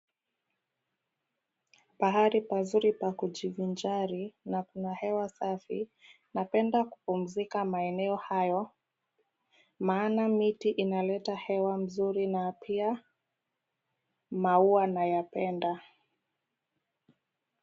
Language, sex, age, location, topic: Swahili, female, 25-35, Mombasa, government